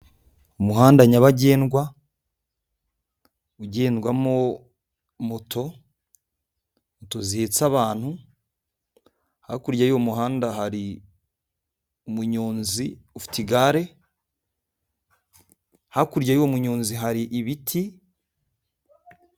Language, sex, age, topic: Kinyarwanda, male, 18-24, government